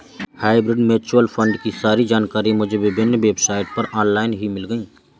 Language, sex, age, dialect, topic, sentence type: Hindi, male, 18-24, Awadhi Bundeli, banking, statement